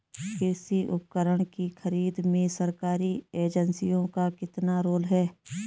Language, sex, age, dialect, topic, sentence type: Hindi, female, 36-40, Garhwali, agriculture, question